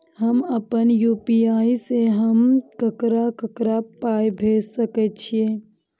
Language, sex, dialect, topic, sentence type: Maithili, female, Eastern / Thethi, banking, question